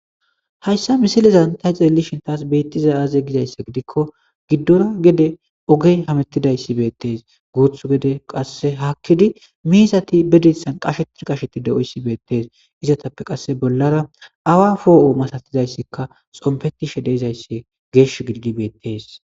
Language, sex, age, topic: Gamo, male, 18-24, agriculture